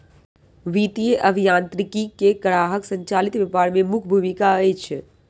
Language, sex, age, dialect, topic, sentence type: Maithili, female, 25-30, Southern/Standard, banking, statement